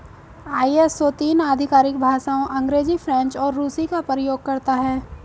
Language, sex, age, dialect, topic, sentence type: Hindi, female, 25-30, Hindustani Malvi Khadi Boli, banking, statement